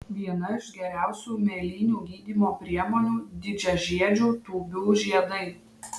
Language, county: Lithuanian, Vilnius